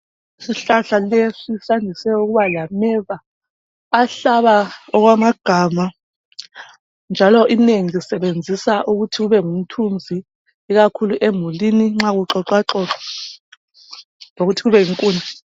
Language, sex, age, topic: North Ndebele, male, 25-35, health